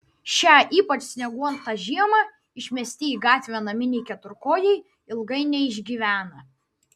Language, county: Lithuanian, Vilnius